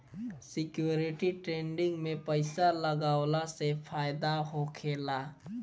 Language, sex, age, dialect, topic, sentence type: Bhojpuri, male, 18-24, Southern / Standard, banking, statement